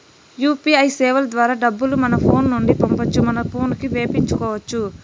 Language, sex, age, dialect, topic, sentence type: Telugu, male, 18-24, Southern, banking, statement